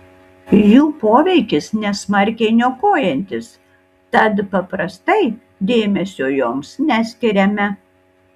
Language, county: Lithuanian, Kaunas